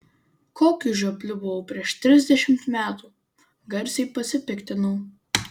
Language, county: Lithuanian, Vilnius